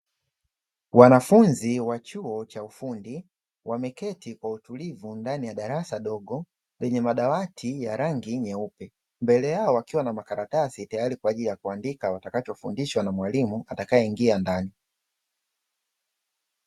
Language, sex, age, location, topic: Swahili, male, 25-35, Dar es Salaam, education